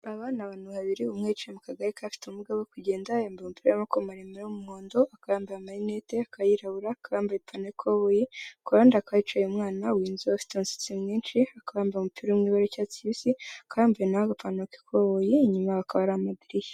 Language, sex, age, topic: Kinyarwanda, female, 18-24, health